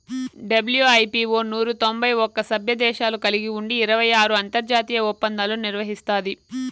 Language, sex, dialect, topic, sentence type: Telugu, female, Southern, banking, statement